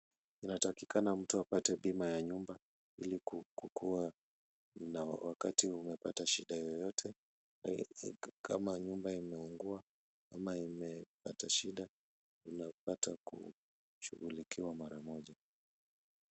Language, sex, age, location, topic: Swahili, male, 36-49, Kisumu, finance